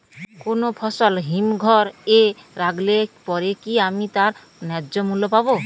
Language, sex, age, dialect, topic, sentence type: Bengali, female, 18-24, Rajbangshi, agriculture, question